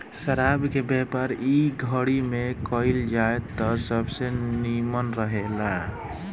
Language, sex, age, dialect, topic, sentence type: Bhojpuri, male, 18-24, Southern / Standard, agriculture, statement